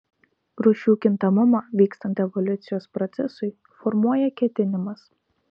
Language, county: Lithuanian, Kaunas